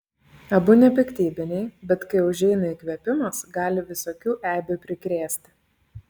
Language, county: Lithuanian, Klaipėda